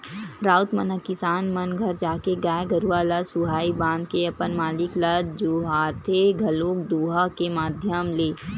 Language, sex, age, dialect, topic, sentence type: Chhattisgarhi, female, 18-24, Western/Budati/Khatahi, agriculture, statement